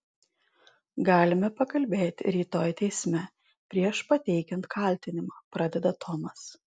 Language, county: Lithuanian, Alytus